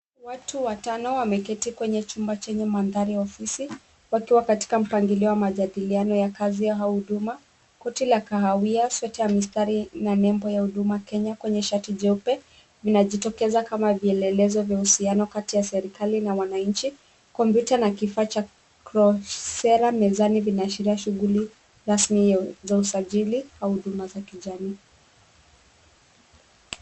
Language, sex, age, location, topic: Swahili, female, 18-24, Kisumu, government